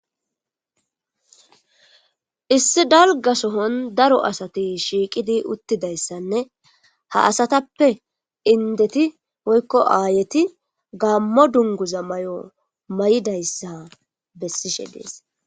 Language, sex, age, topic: Gamo, female, 18-24, government